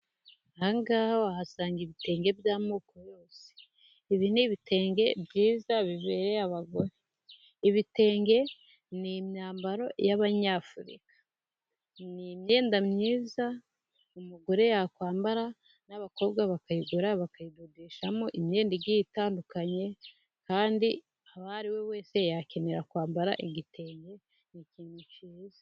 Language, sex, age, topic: Kinyarwanda, female, 18-24, finance